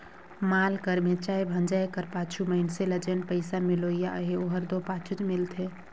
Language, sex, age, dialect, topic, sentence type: Chhattisgarhi, female, 25-30, Northern/Bhandar, banking, statement